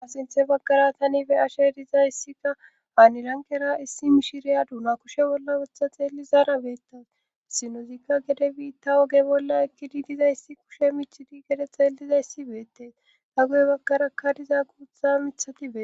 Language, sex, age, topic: Gamo, female, 25-35, government